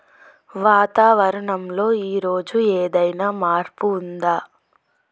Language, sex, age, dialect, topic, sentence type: Telugu, female, 18-24, Telangana, agriculture, question